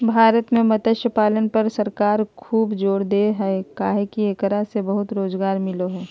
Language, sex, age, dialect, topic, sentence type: Magahi, female, 31-35, Southern, agriculture, statement